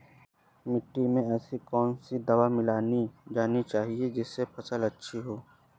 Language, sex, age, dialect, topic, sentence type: Hindi, male, 25-30, Awadhi Bundeli, agriculture, question